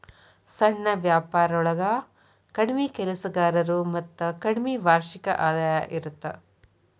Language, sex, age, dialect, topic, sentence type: Kannada, female, 25-30, Dharwad Kannada, banking, statement